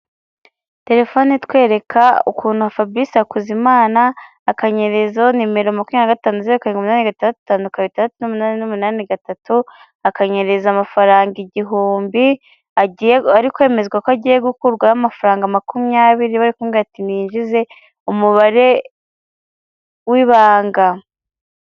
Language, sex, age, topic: Kinyarwanda, female, 18-24, finance